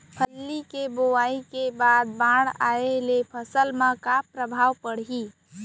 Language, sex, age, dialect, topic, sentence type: Chhattisgarhi, female, 46-50, Central, agriculture, question